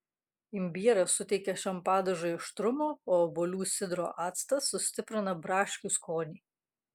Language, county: Lithuanian, Kaunas